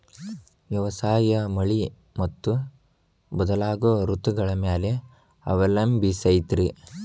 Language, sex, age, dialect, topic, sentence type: Kannada, male, 18-24, Dharwad Kannada, agriculture, statement